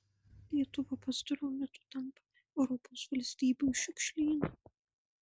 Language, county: Lithuanian, Marijampolė